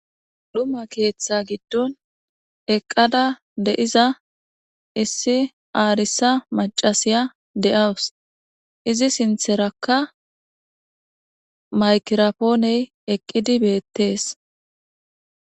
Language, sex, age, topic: Gamo, female, 25-35, government